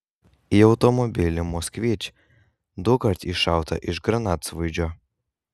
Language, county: Lithuanian, Kaunas